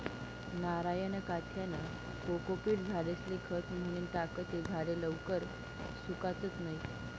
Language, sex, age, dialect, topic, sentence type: Marathi, female, 18-24, Northern Konkan, agriculture, statement